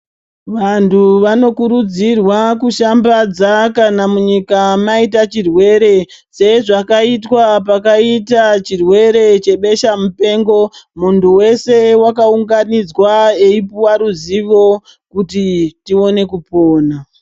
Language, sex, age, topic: Ndau, male, 36-49, health